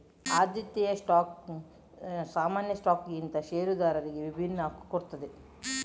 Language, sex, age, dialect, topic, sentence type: Kannada, female, 60-100, Coastal/Dakshin, banking, statement